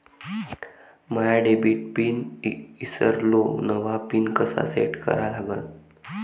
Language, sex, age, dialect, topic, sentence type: Marathi, male, <18, Varhadi, banking, question